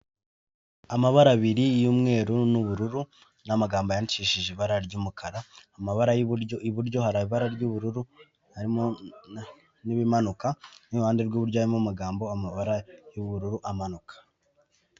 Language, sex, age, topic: Kinyarwanda, male, 18-24, government